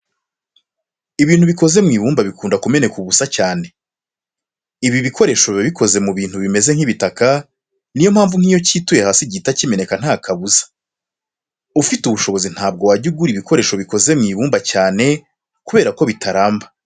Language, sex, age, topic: Kinyarwanda, male, 25-35, education